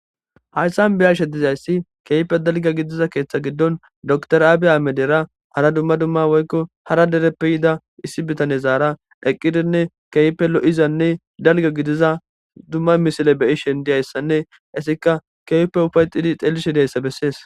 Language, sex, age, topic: Gamo, male, 18-24, government